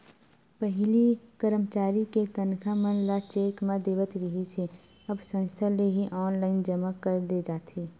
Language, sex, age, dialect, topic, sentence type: Chhattisgarhi, female, 18-24, Western/Budati/Khatahi, banking, statement